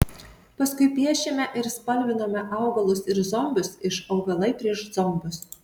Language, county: Lithuanian, Marijampolė